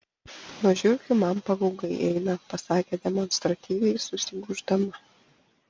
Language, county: Lithuanian, Panevėžys